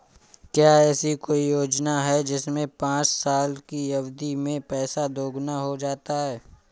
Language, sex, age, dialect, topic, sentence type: Hindi, male, 25-30, Awadhi Bundeli, banking, question